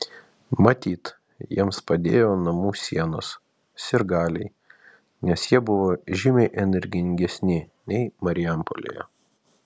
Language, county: Lithuanian, Vilnius